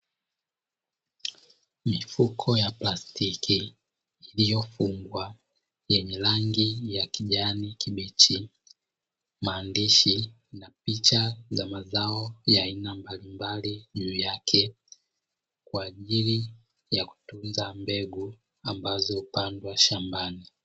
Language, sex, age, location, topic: Swahili, male, 25-35, Dar es Salaam, agriculture